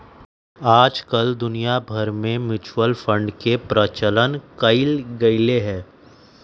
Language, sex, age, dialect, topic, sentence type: Magahi, male, 25-30, Western, banking, statement